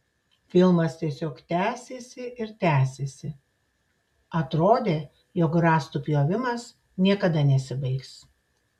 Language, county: Lithuanian, Šiauliai